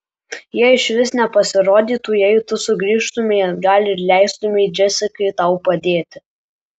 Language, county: Lithuanian, Alytus